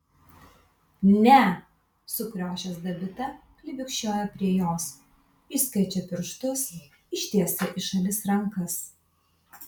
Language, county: Lithuanian, Vilnius